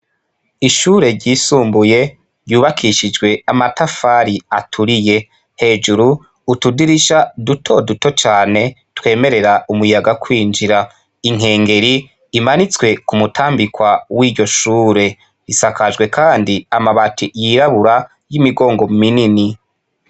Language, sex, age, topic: Rundi, male, 25-35, education